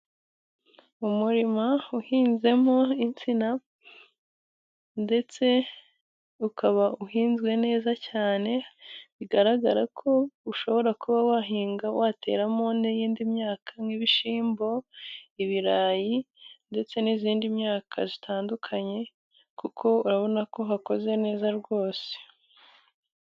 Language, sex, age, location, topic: Kinyarwanda, female, 18-24, Musanze, agriculture